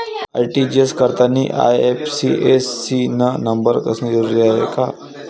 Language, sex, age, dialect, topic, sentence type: Marathi, male, 18-24, Varhadi, banking, question